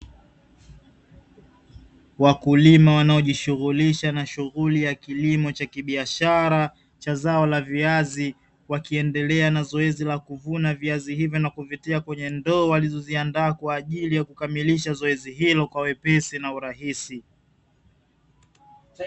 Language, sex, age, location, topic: Swahili, male, 25-35, Dar es Salaam, agriculture